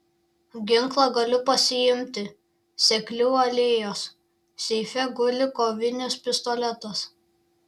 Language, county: Lithuanian, Šiauliai